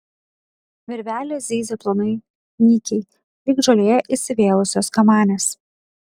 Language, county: Lithuanian, Kaunas